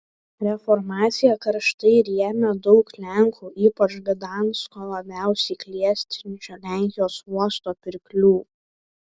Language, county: Lithuanian, Vilnius